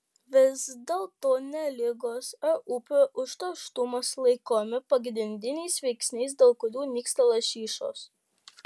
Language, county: Lithuanian, Panevėžys